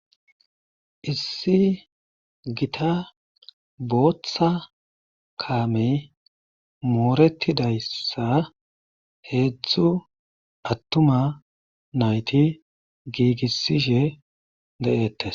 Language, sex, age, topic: Gamo, male, 25-35, government